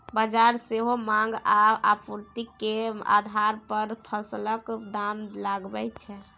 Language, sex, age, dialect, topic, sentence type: Maithili, female, 18-24, Bajjika, agriculture, statement